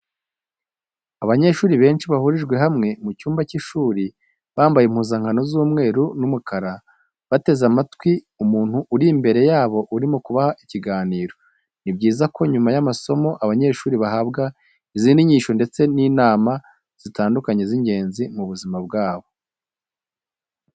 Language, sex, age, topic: Kinyarwanda, male, 25-35, education